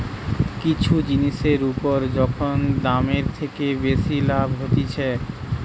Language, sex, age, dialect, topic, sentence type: Bengali, male, 46-50, Western, banking, statement